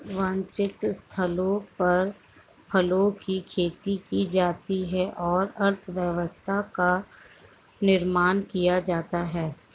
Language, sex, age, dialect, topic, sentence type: Hindi, female, 51-55, Marwari Dhudhari, agriculture, statement